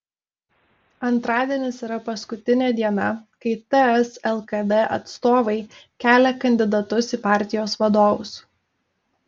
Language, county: Lithuanian, Telšiai